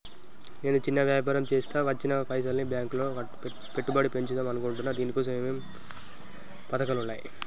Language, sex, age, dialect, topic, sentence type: Telugu, male, 18-24, Telangana, banking, question